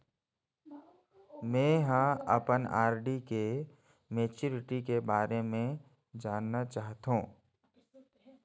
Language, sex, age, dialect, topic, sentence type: Chhattisgarhi, male, 60-100, Eastern, banking, statement